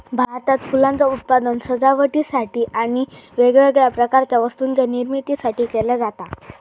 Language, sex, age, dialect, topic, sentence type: Marathi, female, 36-40, Southern Konkan, agriculture, statement